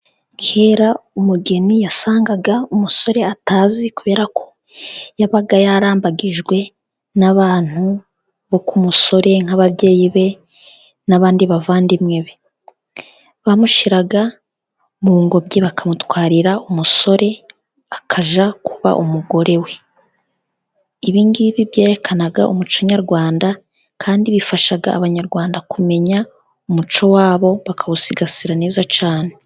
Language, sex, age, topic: Kinyarwanda, female, 18-24, government